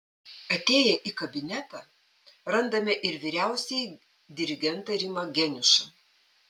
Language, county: Lithuanian, Panevėžys